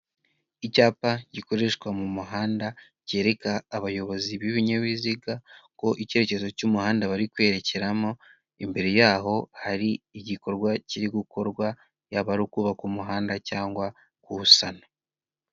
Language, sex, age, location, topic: Kinyarwanda, male, 18-24, Kigali, government